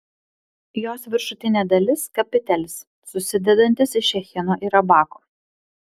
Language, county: Lithuanian, Vilnius